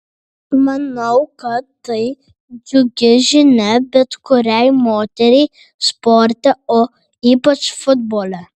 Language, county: Lithuanian, Vilnius